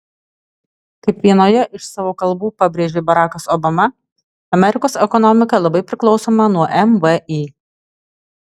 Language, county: Lithuanian, Alytus